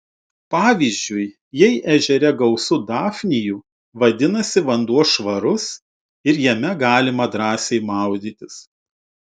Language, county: Lithuanian, Utena